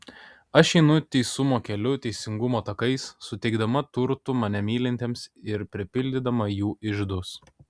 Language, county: Lithuanian, Kaunas